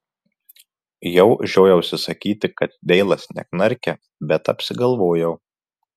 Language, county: Lithuanian, Marijampolė